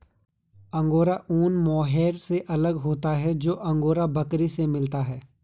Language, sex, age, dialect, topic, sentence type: Hindi, male, 18-24, Garhwali, agriculture, statement